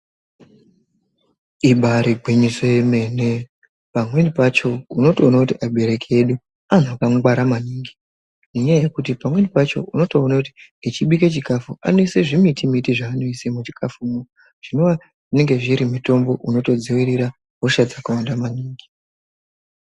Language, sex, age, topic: Ndau, male, 25-35, health